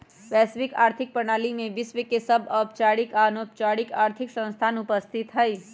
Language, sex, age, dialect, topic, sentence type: Magahi, female, 25-30, Western, banking, statement